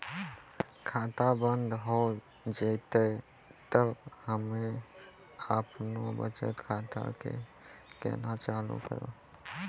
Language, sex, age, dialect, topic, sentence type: Maithili, female, 18-24, Angika, banking, question